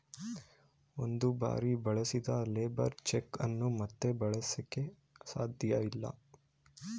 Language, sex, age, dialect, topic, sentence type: Kannada, male, 18-24, Mysore Kannada, banking, statement